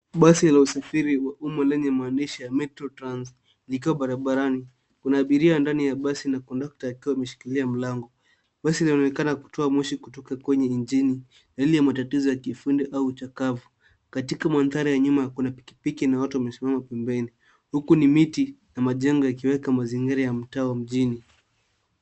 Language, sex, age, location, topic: Swahili, male, 18-24, Nairobi, government